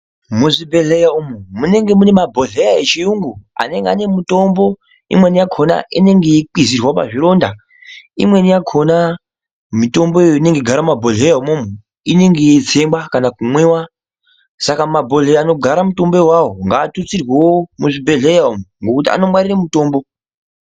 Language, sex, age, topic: Ndau, male, 50+, health